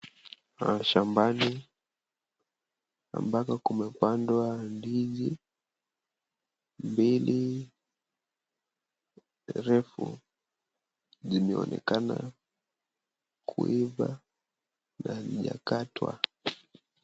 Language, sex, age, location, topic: Swahili, male, 25-35, Kisii, agriculture